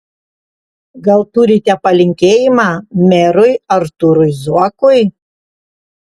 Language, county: Lithuanian, Panevėžys